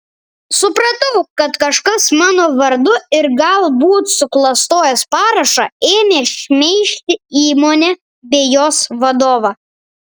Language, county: Lithuanian, Vilnius